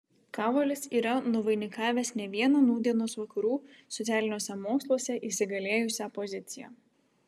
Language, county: Lithuanian, Vilnius